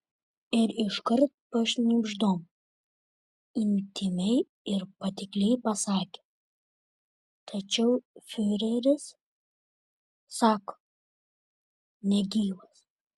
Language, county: Lithuanian, Šiauliai